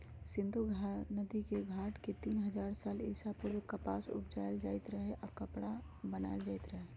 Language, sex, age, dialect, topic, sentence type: Magahi, male, 41-45, Western, agriculture, statement